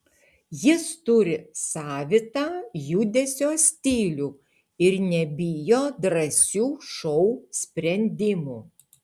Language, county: Lithuanian, Utena